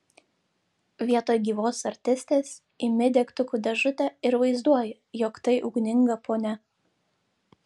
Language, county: Lithuanian, Vilnius